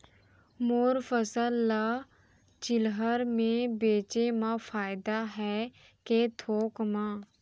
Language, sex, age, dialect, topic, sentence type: Chhattisgarhi, female, 18-24, Central, agriculture, question